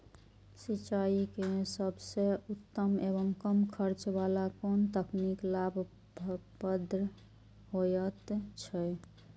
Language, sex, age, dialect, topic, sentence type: Maithili, female, 25-30, Eastern / Thethi, agriculture, question